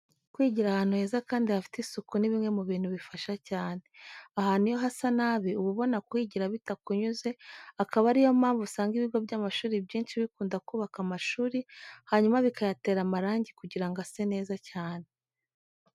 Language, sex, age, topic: Kinyarwanda, female, 25-35, education